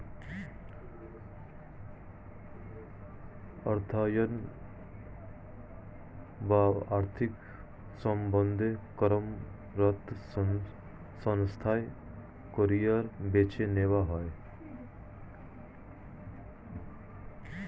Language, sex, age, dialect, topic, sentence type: Bengali, male, 36-40, Standard Colloquial, banking, statement